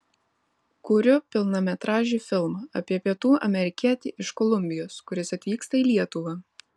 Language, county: Lithuanian, Vilnius